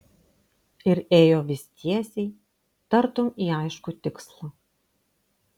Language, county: Lithuanian, Vilnius